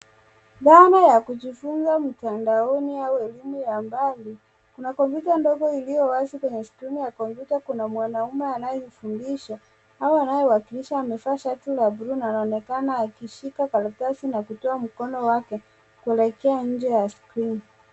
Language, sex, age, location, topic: Swahili, male, 18-24, Nairobi, education